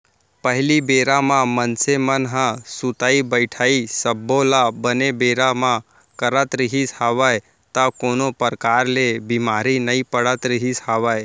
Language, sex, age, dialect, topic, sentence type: Chhattisgarhi, male, 18-24, Central, banking, statement